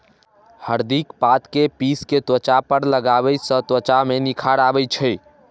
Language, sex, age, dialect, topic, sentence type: Maithili, male, 18-24, Eastern / Thethi, agriculture, statement